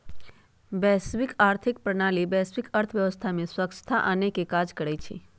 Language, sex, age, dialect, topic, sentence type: Magahi, female, 60-100, Western, banking, statement